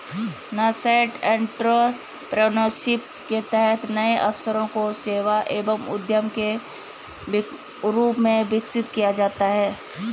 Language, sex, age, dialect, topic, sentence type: Hindi, female, 31-35, Garhwali, banking, statement